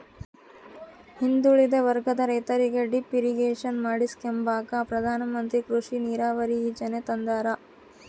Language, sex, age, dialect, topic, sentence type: Kannada, female, 31-35, Central, agriculture, statement